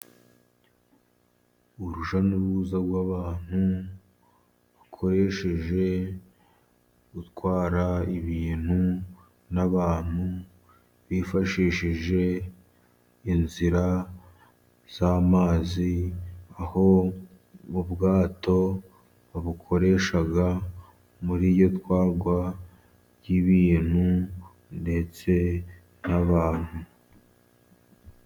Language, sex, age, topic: Kinyarwanda, male, 50+, government